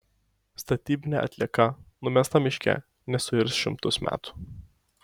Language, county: Lithuanian, Šiauliai